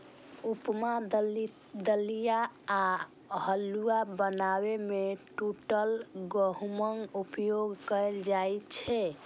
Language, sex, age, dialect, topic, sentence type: Maithili, female, 25-30, Eastern / Thethi, agriculture, statement